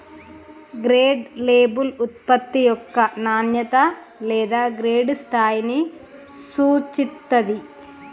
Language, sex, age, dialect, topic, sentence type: Telugu, female, 31-35, Telangana, banking, statement